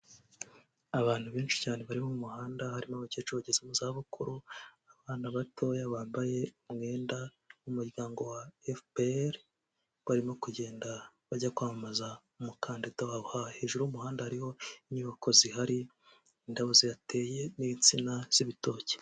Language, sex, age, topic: Kinyarwanda, male, 25-35, health